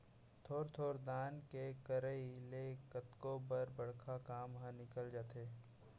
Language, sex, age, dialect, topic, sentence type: Chhattisgarhi, male, 56-60, Central, banking, statement